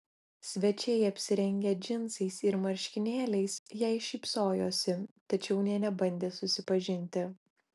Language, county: Lithuanian, Alytus